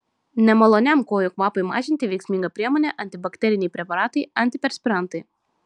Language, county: Lithuanian, Šiauliai